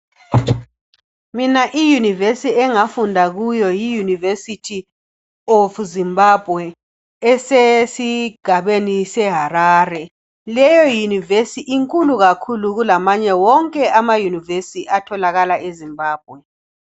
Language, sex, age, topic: North Ndebele, female, 36-49, education